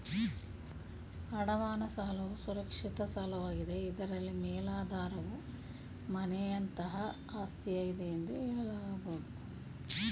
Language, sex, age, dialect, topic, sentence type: Kannada, female, 51-55, Mysore Kannada, banking, statement